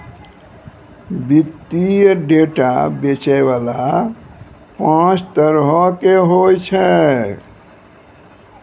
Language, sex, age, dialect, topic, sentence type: Maithili, male, 60-100, Angika, banking, statement